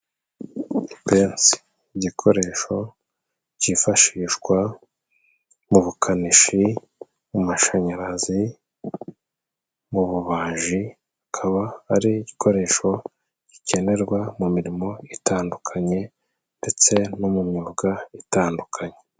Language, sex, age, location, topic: Kinyarwanda, male, 36-49, Musanze, government